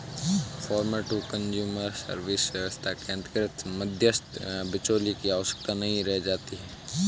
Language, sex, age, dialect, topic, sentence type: Hindi, male, 18-24, Marwari Dhudhari, agriculture, statement